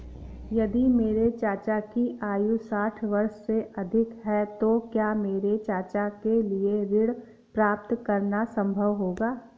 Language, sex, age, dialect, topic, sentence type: Hindi, female, 31-35, Awadhi Bundeli, banking, statement